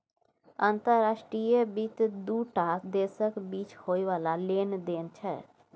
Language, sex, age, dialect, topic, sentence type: Maithili, female, 25-30, Bajjika, banking, statement